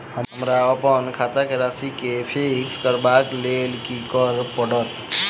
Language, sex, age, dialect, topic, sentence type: Maithili, male, 18-24, Southern/Standard, banking, question